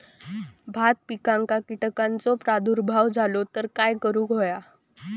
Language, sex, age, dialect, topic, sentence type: Marathi, female, 18-24, Southern Konkan, agriculture, question